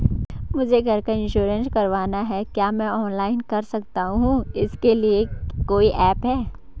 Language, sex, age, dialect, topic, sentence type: Hindi, female, 18-24, Garhwali, banking, question